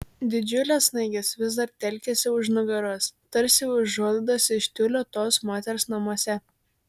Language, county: Lithuanian, Šiauliai